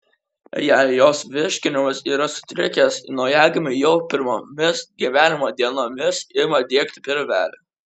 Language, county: Lithuanian, Kaunas